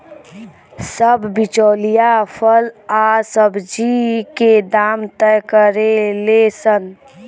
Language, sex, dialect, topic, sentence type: Bhojpuri, female, Northern, agriculture, statement